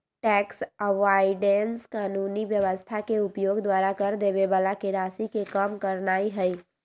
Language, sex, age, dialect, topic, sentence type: Magahi, female, 18-24, Western, banking, statement